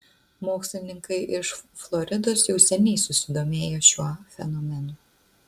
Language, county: Lithuanian, Utena